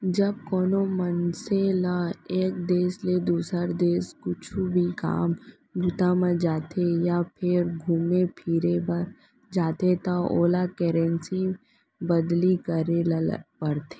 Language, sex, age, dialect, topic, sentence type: Chhattisgarhi, female, 18-24, Central, banking, statement